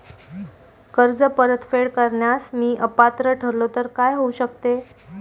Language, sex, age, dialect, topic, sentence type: Marathi, female, 18-24, Standard Marathi, banking, question